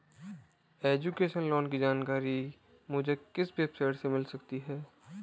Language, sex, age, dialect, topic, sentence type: Hindi, male, 18-24, Marwari Dhudhari, banking, question